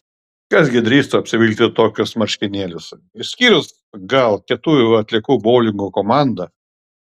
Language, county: Lithuanian, Kaunas